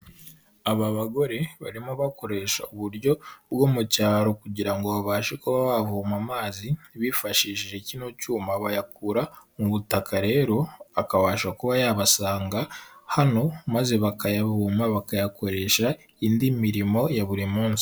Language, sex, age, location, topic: Kinyarwanda, male, 18-24, Kigali, health